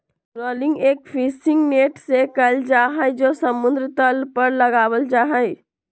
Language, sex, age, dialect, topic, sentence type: Magahi, female, 18-24, Western, agriculture, statement